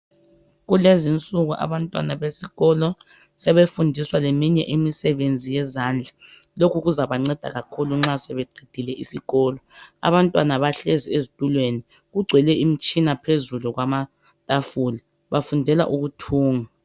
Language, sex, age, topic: North Ndebele, male, 50+, education